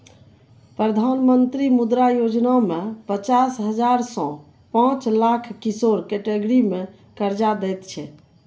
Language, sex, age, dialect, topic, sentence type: Maithili, female, 41-45, Bajjika, banking, statement